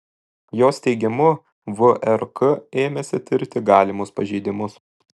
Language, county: Lithuanian, Šiauliai